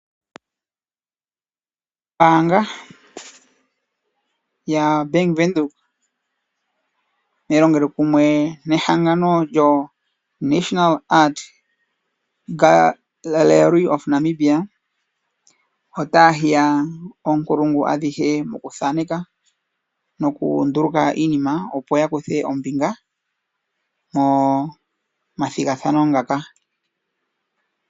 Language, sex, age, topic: Oshiwambo, male, 25-35, finance